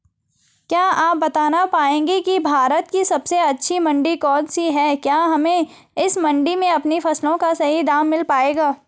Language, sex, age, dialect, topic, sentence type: Hindi, female, 31-35, Garhwali, agriculture, question